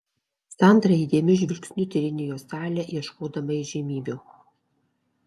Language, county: Lithuanian, Alytus